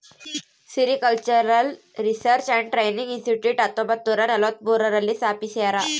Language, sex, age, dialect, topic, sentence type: Kannada, female, 31-35, Central, agriculture, statement